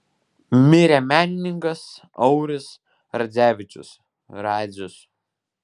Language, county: Lithuanian, Vilnius